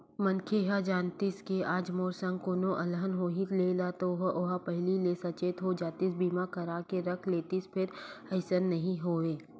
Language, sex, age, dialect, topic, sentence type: Chhattisgarhi, female, 31-35, Western/Budati/Khatahi, banking, statement